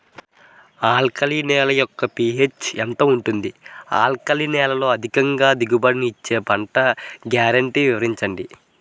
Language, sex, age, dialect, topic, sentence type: Telugu, male, 18-24, Utterandhra, agriculture, question